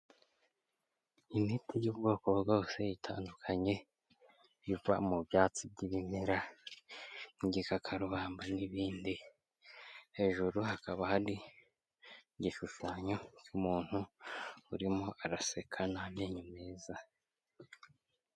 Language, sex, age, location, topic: Kinyarwanda, female, 25-35, Kigali, health